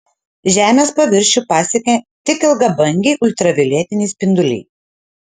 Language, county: Lithuanian, Utena